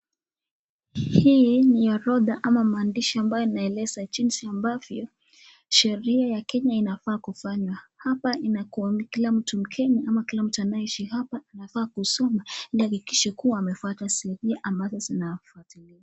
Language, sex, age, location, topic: Swahili, female, 25-35, Nakuru, government